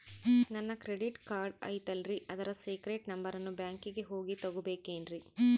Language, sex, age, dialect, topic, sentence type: Kannada, female, 25-30, Central, banking, question